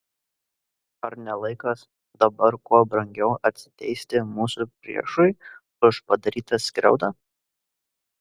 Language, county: Lithuanian, Kaunas